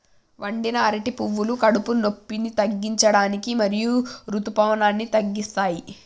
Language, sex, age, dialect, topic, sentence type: Telugu, female, 18-24, Telangana, agriculture, statement